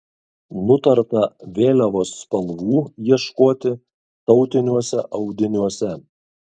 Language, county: Lithuanian, Kaunas